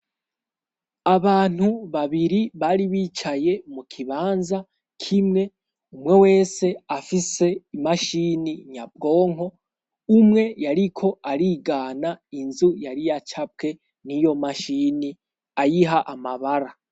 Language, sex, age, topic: Rundi, male, 18-24, education